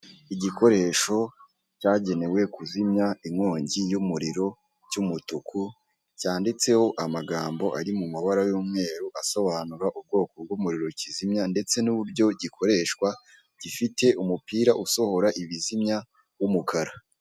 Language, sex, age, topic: Kinyarwanda, male, 25-35, government